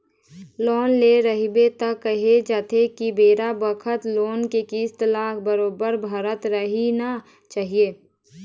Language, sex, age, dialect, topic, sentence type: Chhattisgarhi, female, 18-24, Eastern, banking, statement